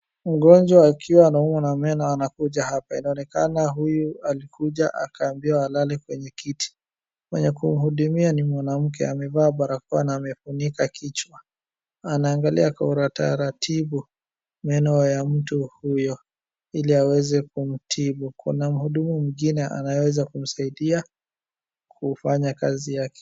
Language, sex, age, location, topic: Swahili, female, 25-35, Wajir, health